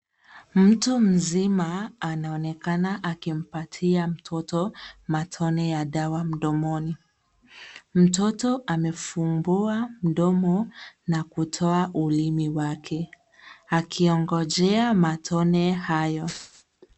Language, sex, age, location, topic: Swahili, female, 18-24, Nairobi, health